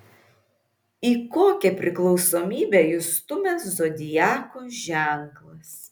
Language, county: Lithuanian, Vilnius